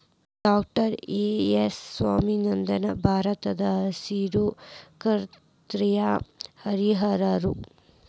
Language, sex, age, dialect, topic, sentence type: Kannada, female, 18-24, Dharwad Kannada, agriculture, statement